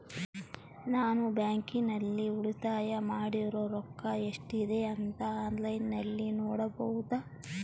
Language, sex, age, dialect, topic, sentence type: Kannada, female, 25-30, Central, banking, question